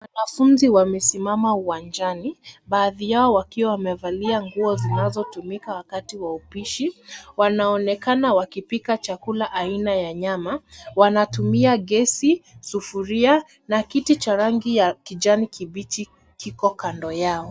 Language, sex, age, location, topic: Swahili, female, 25-35, Nairobi, education